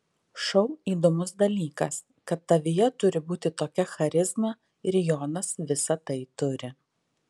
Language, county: Lithuanian, Vilnius